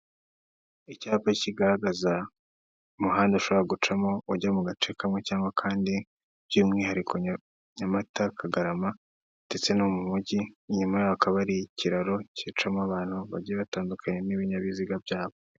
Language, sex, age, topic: Kinyarwanda, female, 18-24, government